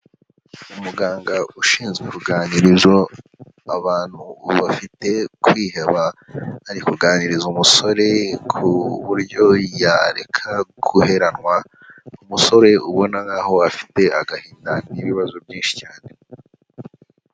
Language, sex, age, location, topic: Kinyarwanda, male, 18-24, Huye, health